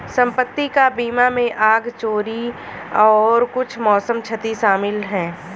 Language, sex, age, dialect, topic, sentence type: Hindi, female, 25-30, Awadhi Bundeli, banking, statement